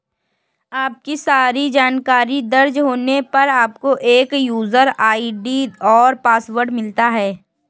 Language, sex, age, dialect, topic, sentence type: Hindi, female, 56-60, Kanauji Braj Bhasha, banking, statement